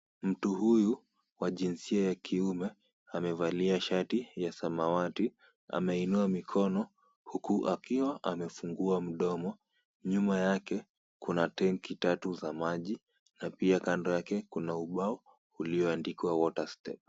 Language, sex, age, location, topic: Swahili, female, 25-35, Kisumu, health